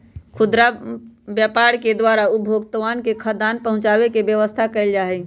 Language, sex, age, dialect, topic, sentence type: Magahi, female, 31-35, Western, agriculture, statement